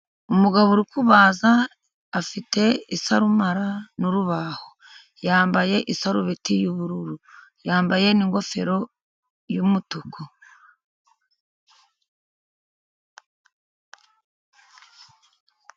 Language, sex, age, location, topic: Kinyarwanda, female, 50+, Musanze, education